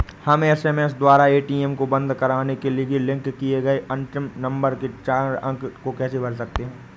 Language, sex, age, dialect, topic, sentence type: Hindi, male, 18-24, Awadhi Bundeli, banking, question